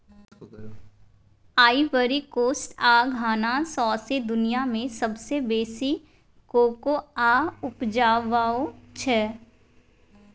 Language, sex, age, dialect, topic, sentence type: Maithili, female, 18-24, Bajjika, agriculture, statement